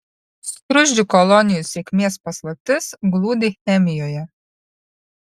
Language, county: Lithuanian, Kaunas